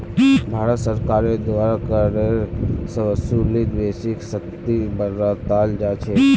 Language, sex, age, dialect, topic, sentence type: Magahi, male, 31-35, Northeastern/Surjapuri, banking, statement